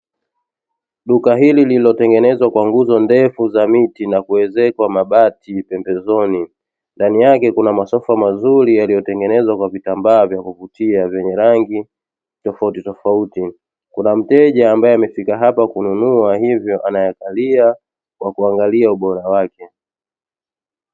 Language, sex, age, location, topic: Swahili, male, 18-24, Dar es Salaam, finance